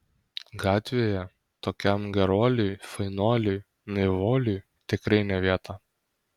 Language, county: Lithuanian, Kaunas